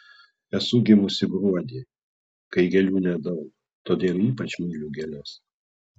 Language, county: Lithuanian, Klaipėda